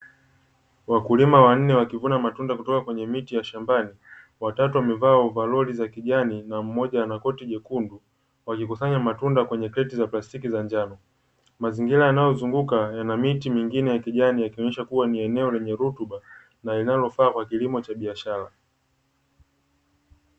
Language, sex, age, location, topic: Swahili, male, 25-35, Dar es Salaam, agriculture